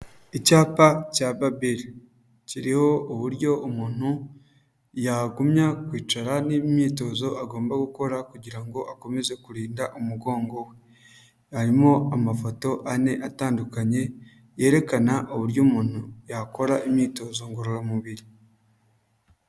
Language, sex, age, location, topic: Kinyarwanda, male, 25-35, Huye, health